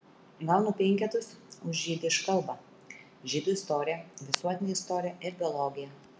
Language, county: Lithuanian, Kaunas